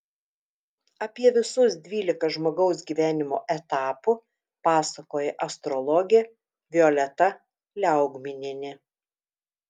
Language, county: Lithuanian, Telšiai